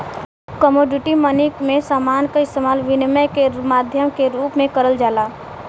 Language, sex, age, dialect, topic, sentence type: Bhojpuri, female, 18-24, Western, banking, statement